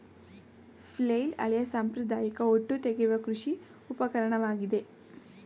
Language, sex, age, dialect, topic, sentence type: Kannada, female, 18-24, Mysore Kannada, agriculture, statement